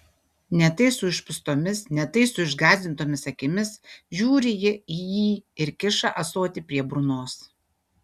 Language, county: Lithuanian, Šiauliai